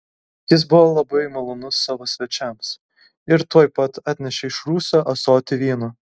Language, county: Lithuanian, Kaunas